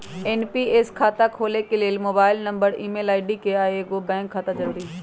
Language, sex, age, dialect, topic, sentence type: Magahi, male, 18-24, Western, banking, statement